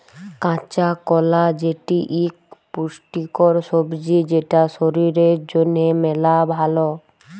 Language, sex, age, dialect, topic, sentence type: Bengali, female, 18-24, Jharkhandi, agriculture, statement